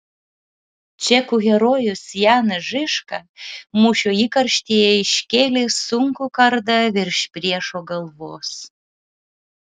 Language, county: Lithuanian, Utena